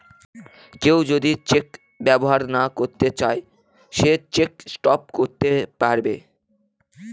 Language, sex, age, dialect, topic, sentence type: Bengali, male, <18, Northern/Varendri, banking, statement